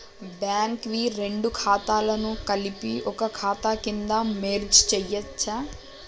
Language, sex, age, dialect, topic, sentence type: Telugu, female, 18-24, Telangana, banking, question